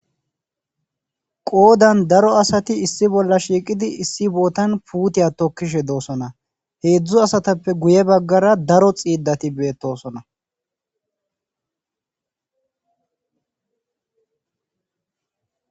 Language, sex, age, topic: Gamo, male, 25-35, agriculture